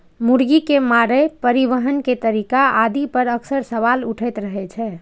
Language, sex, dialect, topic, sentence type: Maithili, female, Eastern / Thethi, agriculture, statement